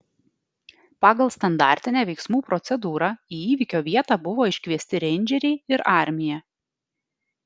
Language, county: Lithuanian, Alytus